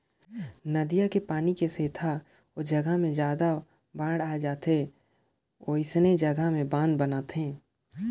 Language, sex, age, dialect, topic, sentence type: Chhattisgarhi, male, 18-24, Northern/Bhandar, agriculture, statement